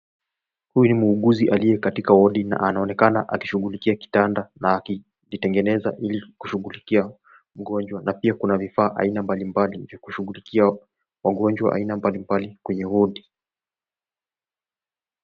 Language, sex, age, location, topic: Swahili, male, 18-24, Nairobi, health